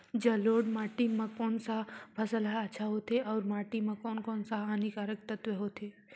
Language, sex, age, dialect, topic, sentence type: Chhattisgarhi, female, 18-24, Northern/Bhandar, agriculture, question